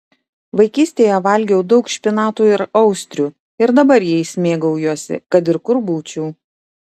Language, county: Lithuanian, Šiauliai